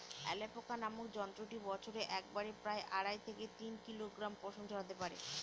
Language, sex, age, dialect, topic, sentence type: Bengali, female, 18-24, Northern/Varendri, agriculture, statement